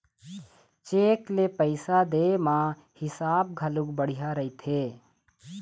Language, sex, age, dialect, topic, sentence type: Chhattisgarhi, male, 36-40, Eastern, banking, statement